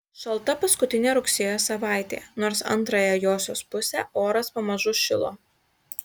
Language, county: Lithuanian, Klaipėda